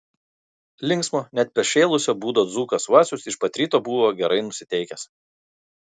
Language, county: Lithuanian, Kaunas